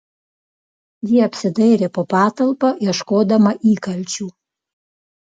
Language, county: Lithuanian, Klaipėda